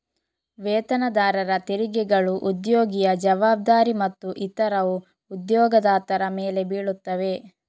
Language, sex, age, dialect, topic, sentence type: Kannada, female, 25-30, Coastal/Dakshin, banking, statement